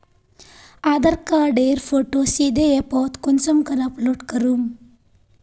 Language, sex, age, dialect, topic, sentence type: Magahi, female, 18-24, Northeastern/Surjapuri, banking, question